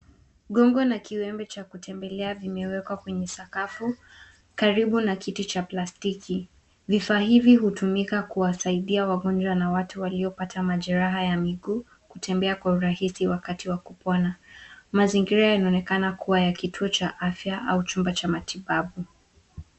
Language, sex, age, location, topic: Swahili, female, 18-24, Nairobi, health